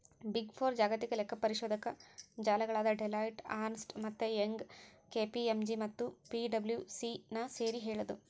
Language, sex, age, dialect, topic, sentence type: Kannada, male, 18-24, Central, banking, statement